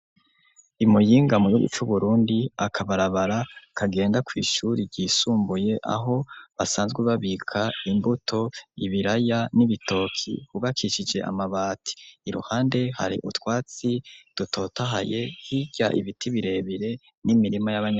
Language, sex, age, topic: Rundi, male, 25-35, education